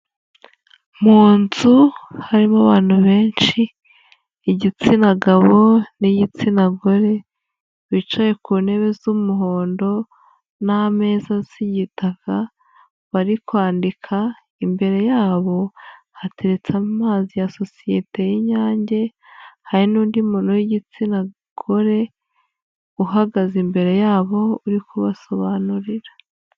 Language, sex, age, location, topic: Kinyarwanda, female, 25-35, Huye, government